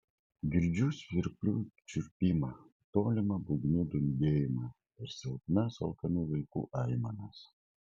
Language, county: Lithuanian, Kaunas